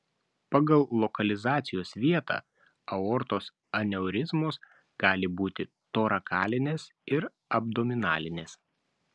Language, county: Lithuanian, Klaipėda